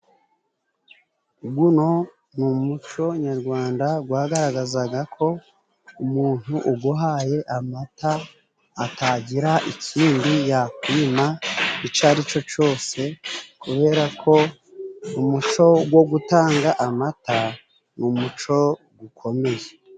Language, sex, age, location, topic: Kinyarwanda, male, 36-49, Musanze, government